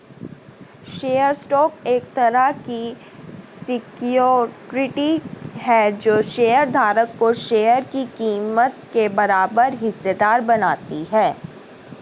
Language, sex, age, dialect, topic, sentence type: Hindi, female, 31-35, Hindustani Malvi Khadi Boli, banking, statement